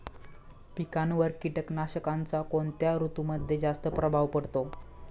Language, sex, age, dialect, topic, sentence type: Marathi, male, 18-24, Standard Marathi, agriculture, question